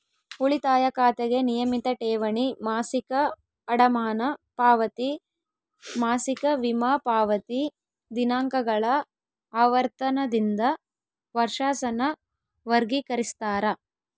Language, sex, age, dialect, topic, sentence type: Kannada, female, 18-24, Central, banking, statement